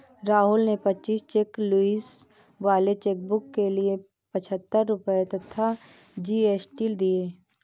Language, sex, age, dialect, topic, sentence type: Hindi, female, 18-24, Awadhi Bundeli, banking, statement